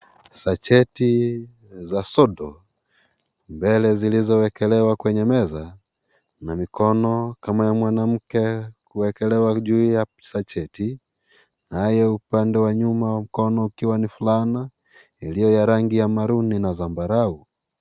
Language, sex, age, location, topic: Swahili, male, 18-24, Kisii, health